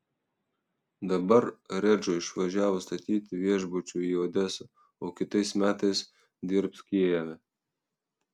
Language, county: Lithuanian, Telšiai